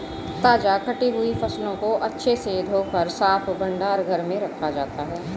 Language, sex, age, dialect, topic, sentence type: Hindi, female, 41-45, Hindustani Malvi Khadi Boli, agriculture, statement